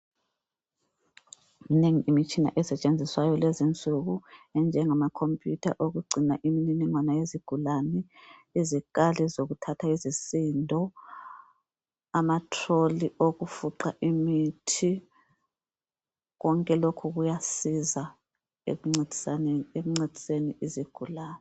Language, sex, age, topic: North Ndebele, female, 50+, health